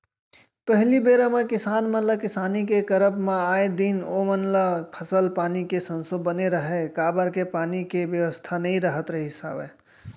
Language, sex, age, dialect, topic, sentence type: Chhattisgarhi, male, 36-40, Central, banking, statement